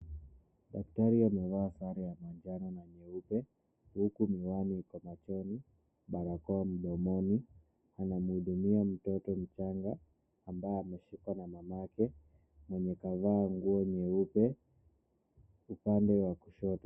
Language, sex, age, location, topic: Swahili, male, 25-35, Nakuru, health